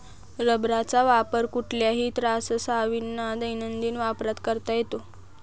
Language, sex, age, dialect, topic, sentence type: Marathi, female, 18-24, Northern Konkan, agriculture, statement